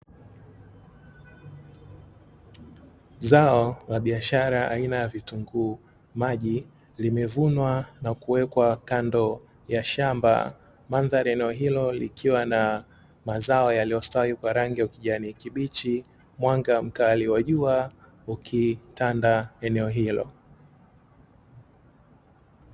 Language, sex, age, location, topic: Swahili, male, 36-49, Dar es Salaam, agriculture